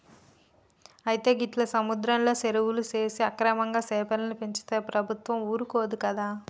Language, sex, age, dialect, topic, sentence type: Telugu, female, 25-30, Telangana, agriculture, statement